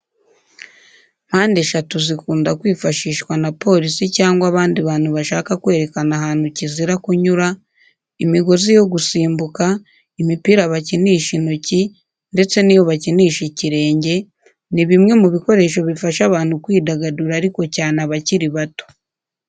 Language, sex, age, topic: Kinyarwanda, female, 25-35, education